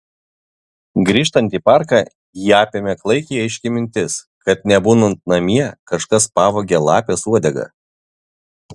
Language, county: Lithuanian, Vilnius